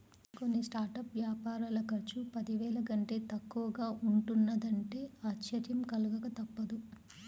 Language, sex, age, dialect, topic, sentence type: Telugu, male, 25-30, Central/Coastal, banking, statement